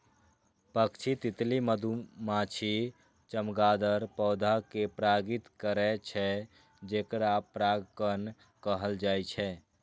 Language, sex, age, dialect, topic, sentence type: Maithili, male, 18-24, Eastern / Thethi, agriculture, statement